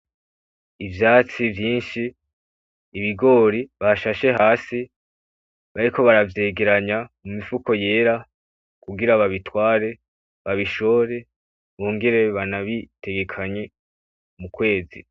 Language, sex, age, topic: Rundi, male, 18-24, agriculture